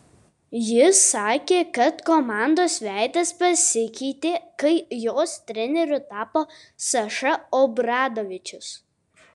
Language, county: Lithuanian, Kaunas